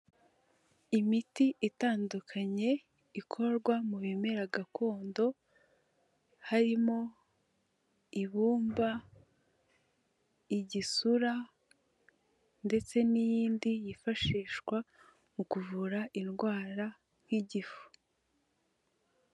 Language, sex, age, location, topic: Kinyarwanda, female, 18-24, Kigali, health